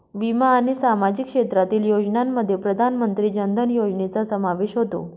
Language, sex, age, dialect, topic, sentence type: Marathi, female, 31-35, Northern Konkan, banking, statement